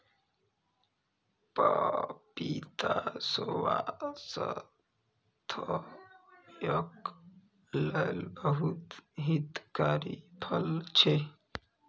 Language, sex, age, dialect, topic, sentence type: Maithili, male, 25-30, Eastern / Thethi, agriculture, statement